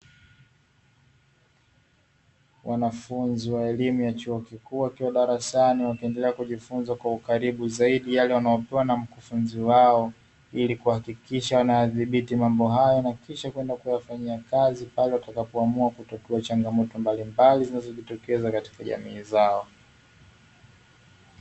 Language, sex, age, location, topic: Swahili, male, 25-35, Dar es Salaam, education